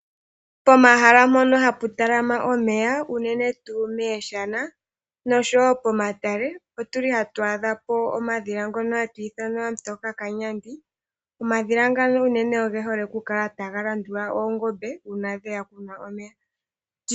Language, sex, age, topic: Oshiwambo, female, 18-24, agriculture